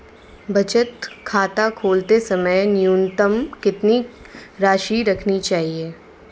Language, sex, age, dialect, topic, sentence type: Hindi, female, 18-24, Marwari Dhudhari, banking, question